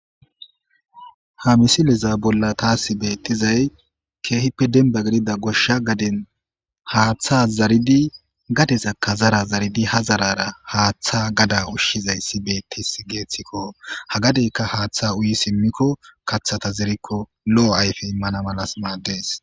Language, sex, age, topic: Gamo, male, 25-35, agriculture